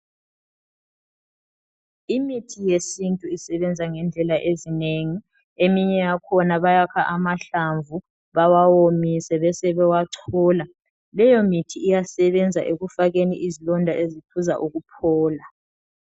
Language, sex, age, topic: North Ndebele, male, 36-49, health